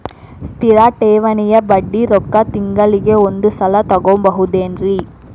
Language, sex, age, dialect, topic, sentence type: Kannada, female, 18-24, Dharwad Kannada, banking, question